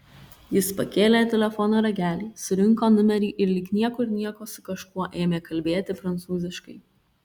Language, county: Lithuanian, Kaunas